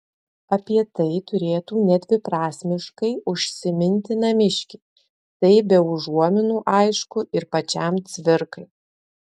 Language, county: Lithuanian, Alytus